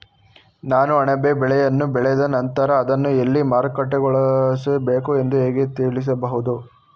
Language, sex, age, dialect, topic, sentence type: Kannada, male, 41-45, Mysore Kannada, agriculture, question